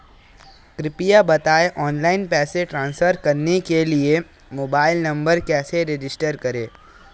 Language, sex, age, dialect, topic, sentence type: Hindi, male, 18-24, Marwari Dhudhari, banking, question